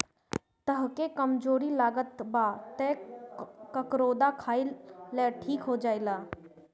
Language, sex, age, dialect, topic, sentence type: Bhojpuri, female, 18-24, Northern, agriculture, statement